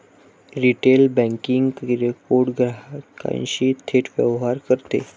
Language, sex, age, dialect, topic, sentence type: Marathi, male, 18-24, Varhadi, banking, statement